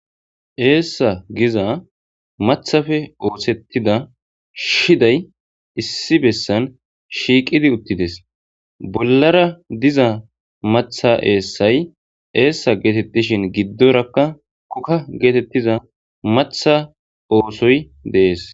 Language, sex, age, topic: Gamo, male, 25-35, agriculture